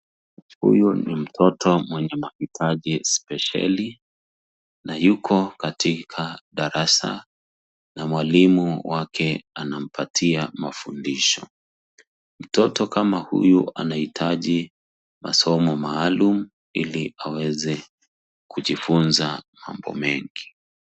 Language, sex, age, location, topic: Swahili, male, 36-49, Nairobi, education